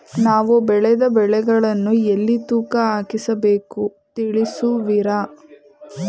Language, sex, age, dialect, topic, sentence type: Kannada, female, 18-24, Mysore Kannada, agriculture, question